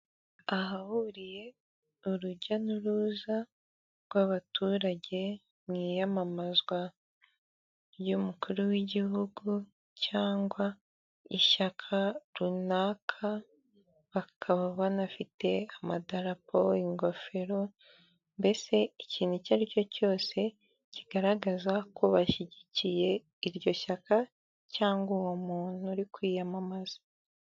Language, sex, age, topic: Kinyarwanda, female, 18-24, government